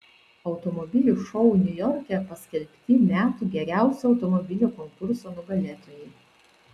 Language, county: Lithuanian, Vilnius